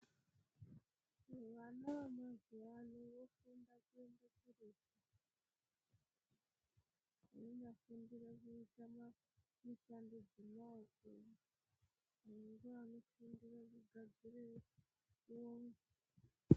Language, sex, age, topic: Ndau, female, 25-35, education